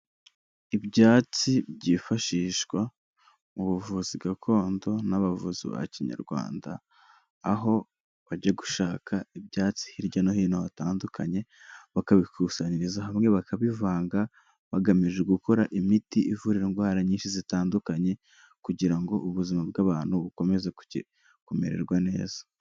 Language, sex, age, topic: Kinyarwanda, male, 18-24, health